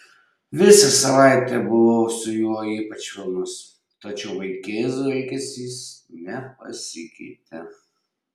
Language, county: Lithuanian, Šiauliai